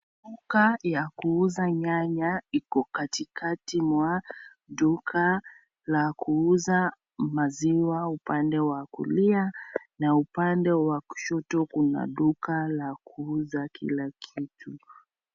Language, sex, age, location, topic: Swahili, female, 25-35, Kisii, finance